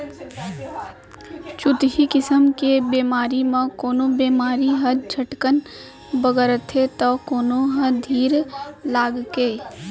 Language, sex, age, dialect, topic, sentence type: Chhattisgarhi, female, 18-24, Central, agriculture, statement